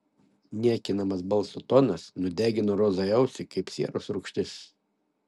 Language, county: Lithuanian, Šiauliai